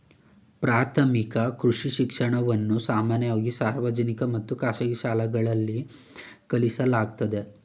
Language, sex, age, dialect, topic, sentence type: Kannada, male, 18-24, Mysore Kannada, agriculture, statement